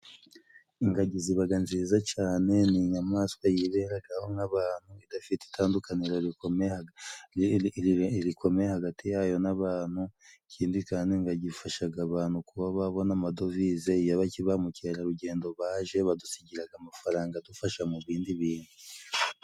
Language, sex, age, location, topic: Kinyarwanda, male, 25-35, Musanze, agriculture